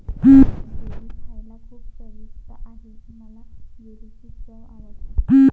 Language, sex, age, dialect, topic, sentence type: Marathi, female, 18-24, Varhadi, agriculture, statement